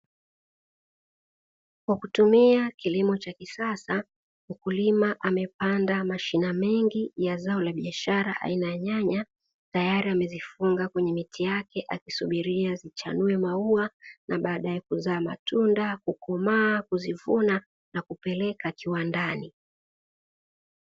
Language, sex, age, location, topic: Swahili, female, 18-24, Dar es Salaam, agriculture